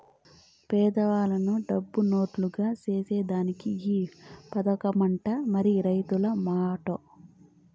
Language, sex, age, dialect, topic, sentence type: Telugu, female, 25-30, Southern, banking, statement